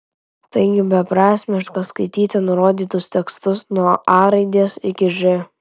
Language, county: Lithuanian, Tauragė